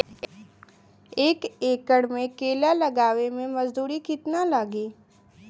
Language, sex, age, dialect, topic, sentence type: Bhojpuri, female, 18-24, Western, agriculture, question